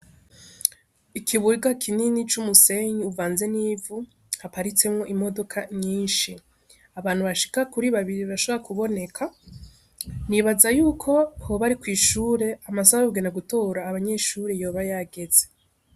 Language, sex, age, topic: Rundi, female, 18-24, education